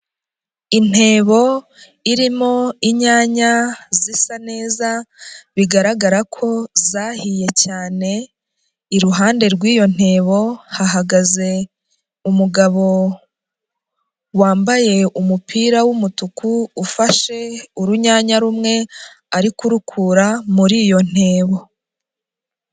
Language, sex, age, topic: Kinyarwanda, female, 25-35, agriculture